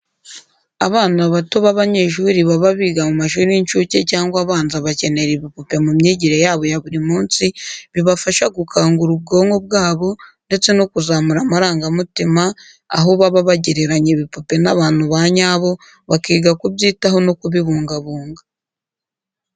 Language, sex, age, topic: Kinyarwanda, female, 18-24, education